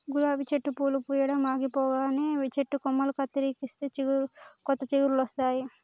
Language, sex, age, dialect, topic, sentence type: Telugu, male, 18-24, Telangana, agriculture, statement